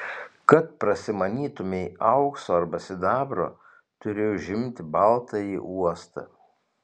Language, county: Lithuanian, Telšiai